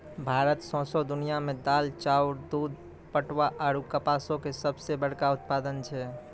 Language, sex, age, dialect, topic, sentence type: Maithili, male, 25-30, Angika, agriculture, statement